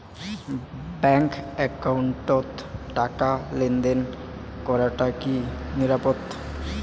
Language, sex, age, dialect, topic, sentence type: Bengali, male, 18-24, Rajbangshi, banking, question